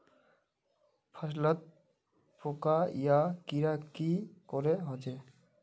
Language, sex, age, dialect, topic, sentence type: Magahi, male, 18-24, Northeastern/Surjapuri, agriculture, question